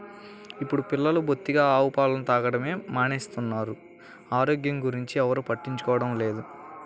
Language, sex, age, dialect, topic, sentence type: Telugu, male, 18-24, Central/Coastal, agriculture, statement